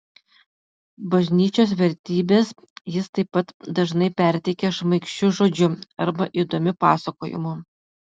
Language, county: Lithuanian, Utena